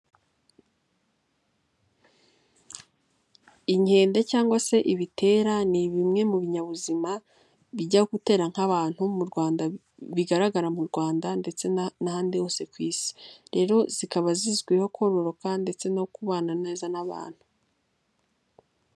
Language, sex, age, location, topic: Kinyarwanda, female, 18-24, Nyagatare, agriculture